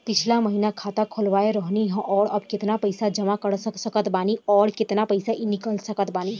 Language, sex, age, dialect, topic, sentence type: Bhojpuri, female, 18-24, Southern / Standard, banking, question